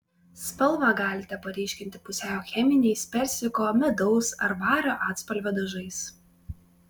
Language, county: Lithuanian, Vilnius